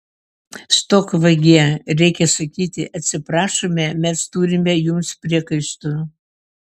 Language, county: Lithuanian, Vilnius